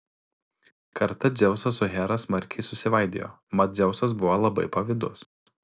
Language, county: Lithuanian, Utena